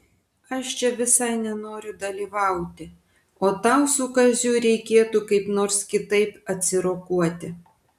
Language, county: Lithuanian, Vilnius